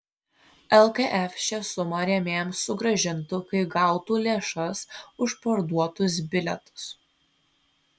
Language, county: Lithuanian, Vilnius